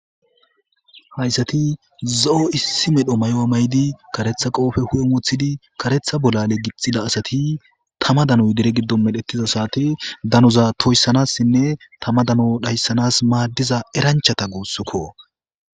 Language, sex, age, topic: Gamo, male, 25-35, government